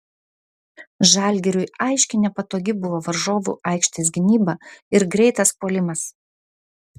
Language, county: Lithuanian, Vilnius